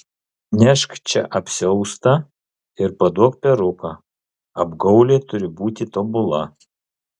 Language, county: Lithuanian, Kaunas